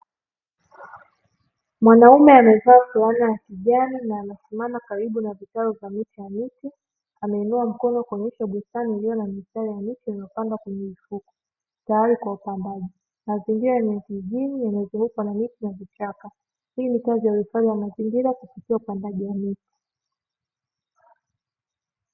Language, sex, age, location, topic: Swahili, female, 18-24, Dar es Salaam, agriculture